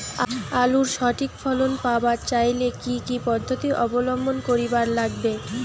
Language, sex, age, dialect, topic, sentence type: Bengali, female, 18-24, Rajbangshi, agriculture, question